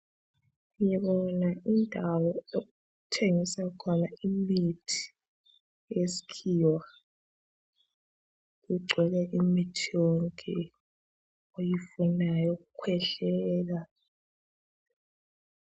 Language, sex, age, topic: North Ndebele, male, 36-49, health